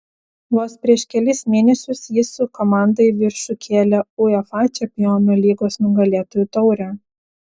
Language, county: Lithuanian, Vilnius